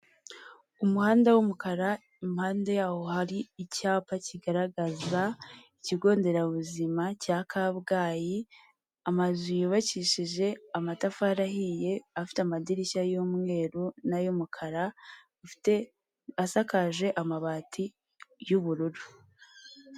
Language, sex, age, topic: Kinyarwanda, female, 18-24, government